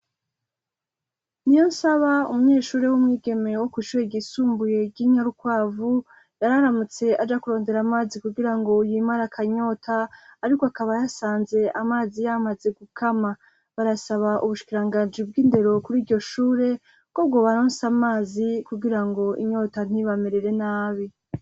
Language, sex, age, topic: Rundi, female, 36-49, education